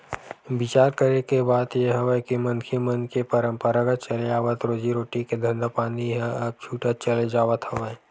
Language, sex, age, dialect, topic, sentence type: Chhattisgarhi, male, 18-24, Western/Budati/Khatahi, agriculture, statement